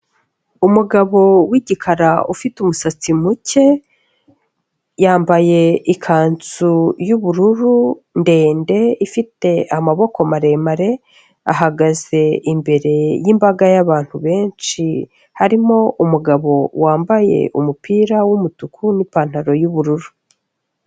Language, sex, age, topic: Kinyarwanda, female, 36-49, health